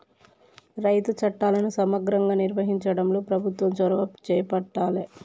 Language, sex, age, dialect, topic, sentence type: Telugu, male, 25-30, Telangana, agriculture, statement